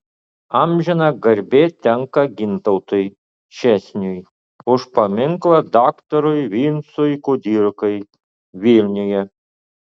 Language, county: Lithuanian, Utena